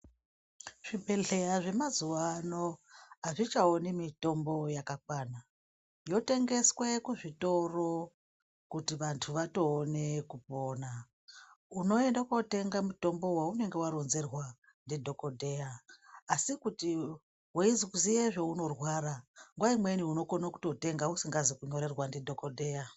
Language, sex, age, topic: Ndau, female, 36-49, health